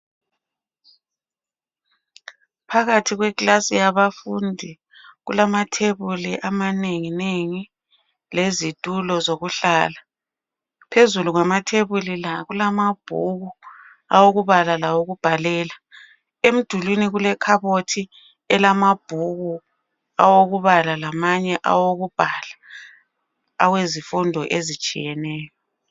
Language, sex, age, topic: North Ndebele, female, 36-49, education